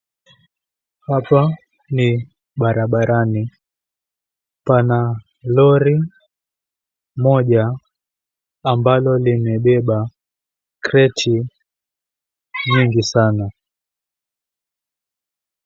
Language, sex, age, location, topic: Swahili, female, 18-24, Mombasa, government